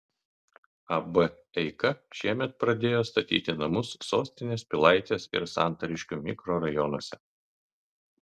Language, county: Lithuanian, Kaunas